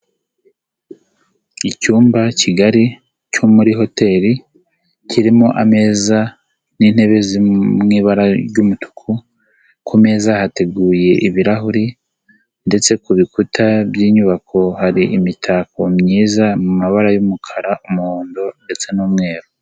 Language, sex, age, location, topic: Kinyarwanda, male, 18-24, Nyagatare, finance